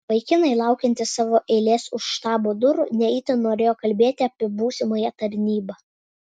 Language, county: Lithuanian, Vilnius